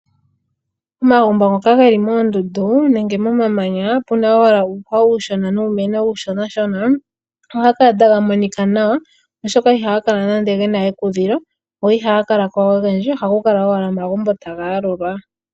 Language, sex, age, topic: Oshiwambo, female, 18-24, agriculture